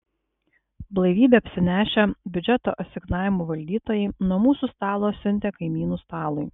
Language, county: Lithuanian, Kaunas